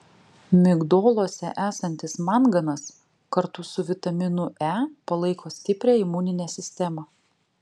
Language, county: Lithuanian, Vilnius